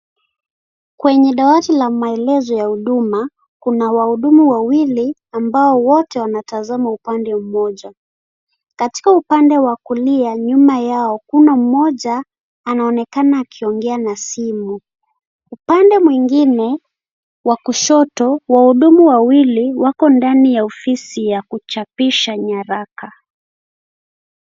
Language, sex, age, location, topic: Swahili, female, 18-24, Kisii, government